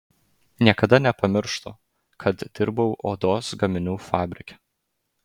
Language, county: Lithuanian, Klaipėda